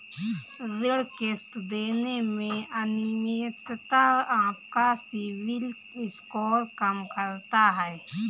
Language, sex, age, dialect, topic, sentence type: Hindi, female, 25-30, Kanauji Braj Bhasha, banking, statement